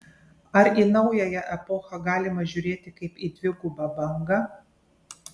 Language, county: Lithuanian, Kaunas